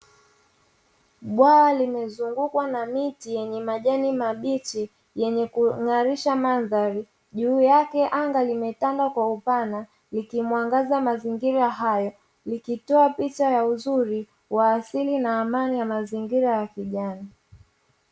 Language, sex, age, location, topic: Swahili, female, 25-35, Dar es Salaam, agriculture